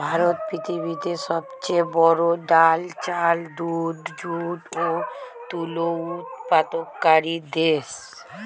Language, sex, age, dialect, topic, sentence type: Bengali, female, <18, Standard Colloquial, agriculture, statement